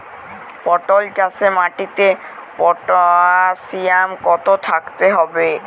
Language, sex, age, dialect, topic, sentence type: Bengali, male, 18-24, Jharkhandi, agriculture, question